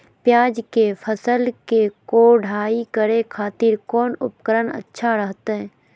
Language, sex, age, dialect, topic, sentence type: Magahi, female, 31-35, Southern, agriculture, question